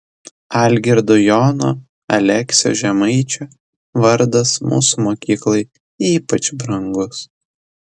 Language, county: Lithuanian, Telšiai